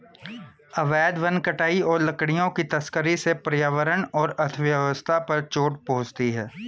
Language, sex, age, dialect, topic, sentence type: Hindi, male, 25-30, Hindustani Malvi Khadi Boli, agriculture, statement